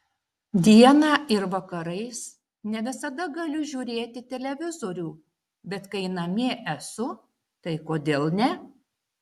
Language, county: Lithuanian, Šiauliai